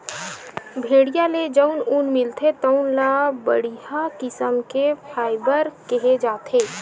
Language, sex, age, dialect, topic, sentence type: Chhattisgarhi, female, 18-24, Western/Budati/Khatahi, agriculture, statement